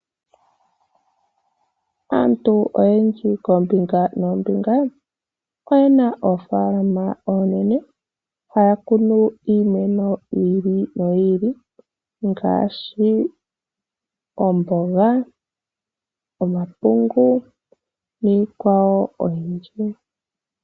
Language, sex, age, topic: Oshiwambo, male, 18-24, agriculture